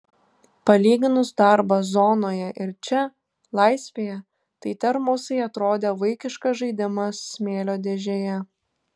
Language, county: Lithuanian, Tauragė